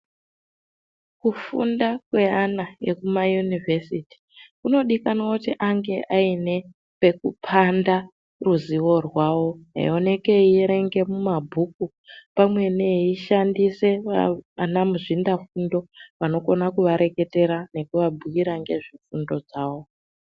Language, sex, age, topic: Ndau, female, 18-24, education